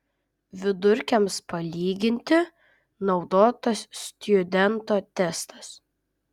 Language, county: Lithuanian, Vilnius